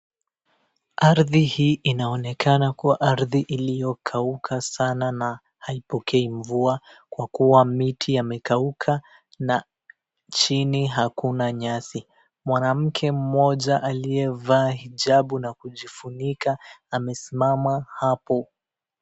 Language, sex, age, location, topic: Swahili, male, 18-24, Wajir, health